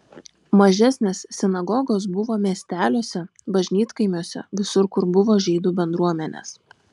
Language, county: Lithuanian, Vilnius